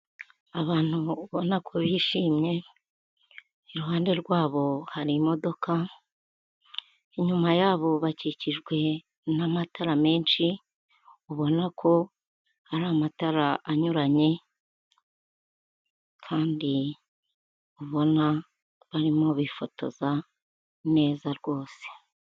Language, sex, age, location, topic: Kinyarwanda, female, 50+, Kigali, finance